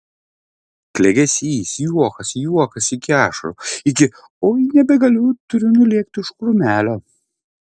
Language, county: Lithuanian, Vilnius